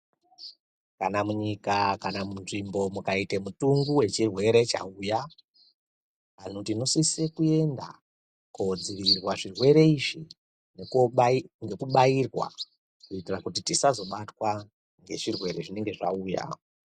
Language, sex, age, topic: Ndau, female, 36-49, health